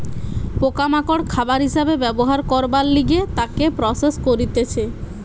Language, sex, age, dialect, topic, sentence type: Bengali, female, 18-24, Western, agriculture, statement